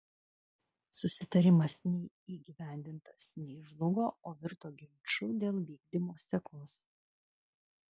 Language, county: Lithuanian, Kaunas